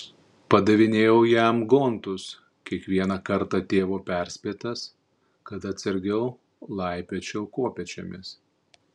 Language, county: Lithuanian, Panevėžys